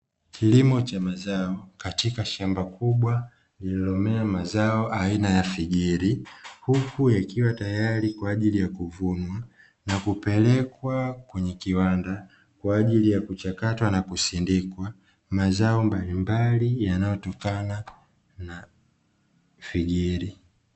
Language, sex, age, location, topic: Swahili, male, 25-35, Dar es Salaam, agriculture